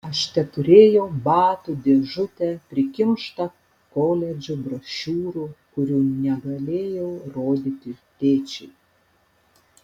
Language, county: Lithuanian, Panevėžys